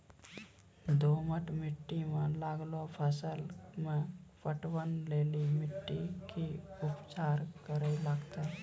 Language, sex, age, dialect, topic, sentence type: Maithili, male, 18-24, Angika, agriculture, question